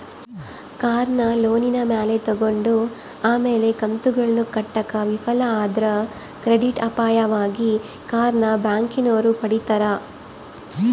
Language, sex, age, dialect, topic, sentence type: Kannada, female, 25-30, Central, banking, statement